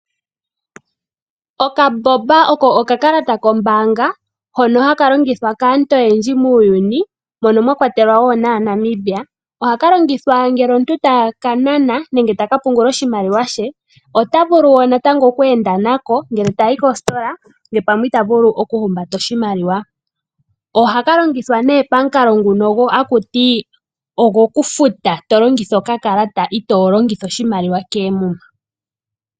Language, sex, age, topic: Oshiwambo, female, 18-24, finance